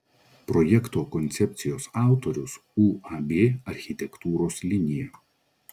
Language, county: Lithuanian, Klaipėda